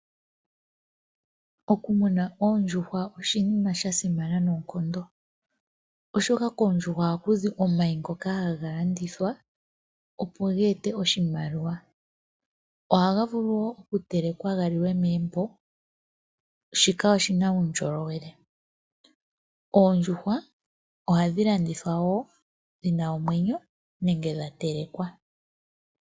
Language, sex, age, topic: Oshiwambo, female, 25-35, agriculture